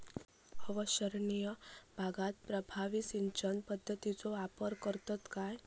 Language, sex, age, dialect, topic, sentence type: Marathi, female, 18-24, Southern Konkan, agriculture, question